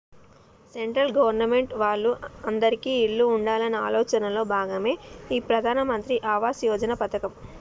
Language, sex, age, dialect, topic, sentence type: Telugu, female, 25-30, Telangana, banking, statement